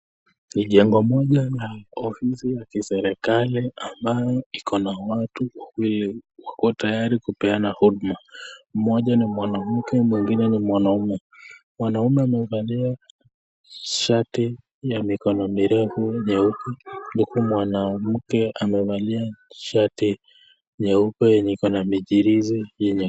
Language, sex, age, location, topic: Swahili, male, 18-24, Nakuru, government